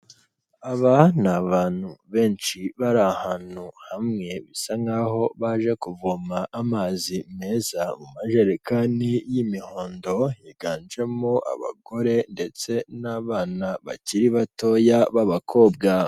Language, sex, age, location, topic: Kinyarwanda, male, 18-24, Kigali, health